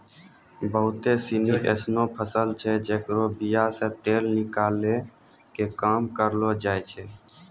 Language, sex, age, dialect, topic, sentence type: Maithili, male, 18-24, Angika, agriculture, statement